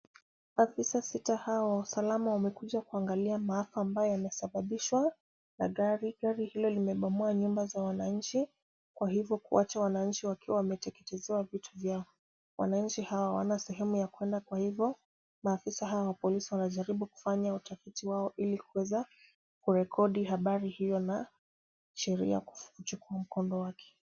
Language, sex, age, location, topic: Swahili, female, 25-35, Kisumu, health